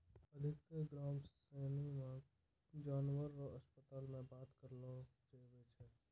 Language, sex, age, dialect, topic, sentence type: Maithili, male, 18-24, Angika, agriculture, statement